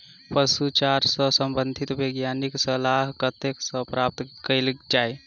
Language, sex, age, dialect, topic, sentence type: Maithili, female, 25-30, Southern/Standard, agriculture, question